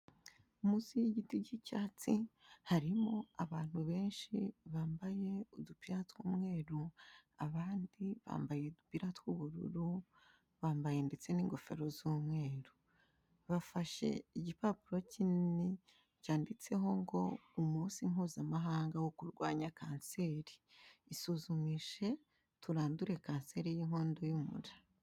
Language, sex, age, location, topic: Kinyarwanda, female, 25-35, Kigali, health